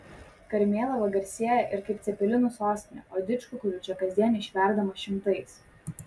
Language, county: Lithuanian, Vilnius